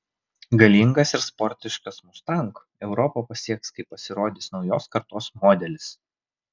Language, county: Lithuanian, Vilnius